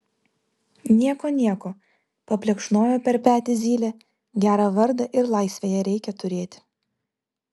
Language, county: Lithuanian, Vilnius